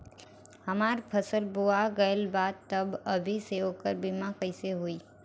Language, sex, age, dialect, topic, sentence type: Bhojpuri, female, 18-24, Southern / Standard, agriculture, question